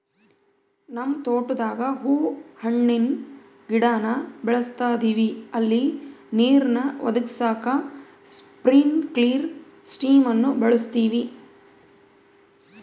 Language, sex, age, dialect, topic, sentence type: Kannada, female, 31-35, Central, agriculture, statement